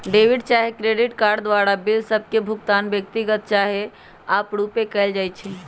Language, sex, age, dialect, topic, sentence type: Magahi, male, 18-24, Western, banking, statement